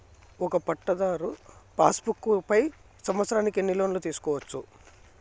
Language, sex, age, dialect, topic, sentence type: Telugu, male, 25-30, Southern, banking, question